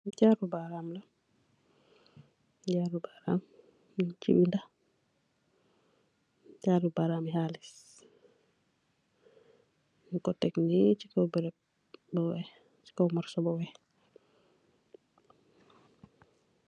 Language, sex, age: Wolof, female, 25-35